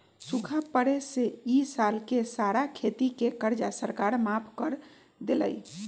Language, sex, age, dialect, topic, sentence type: Magahi, female, 46-50, Western, agriculture, statement